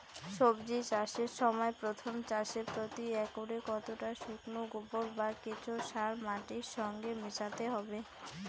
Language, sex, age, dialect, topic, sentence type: Bengali, female, 18-24, Rajbangshi, agriculture, question